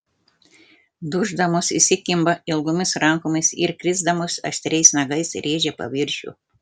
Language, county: Lithuanian, Telšiai